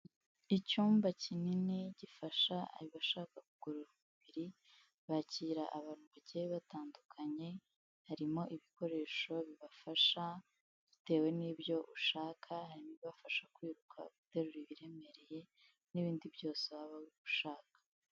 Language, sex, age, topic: Kinyarwanda, female, 18-24, health